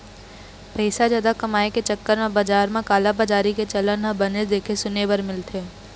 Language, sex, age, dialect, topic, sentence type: Chhattisgarhi, female, 18-24, Eastern, banking, statement